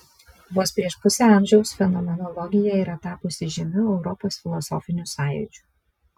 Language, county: Lithuanian, Vilnius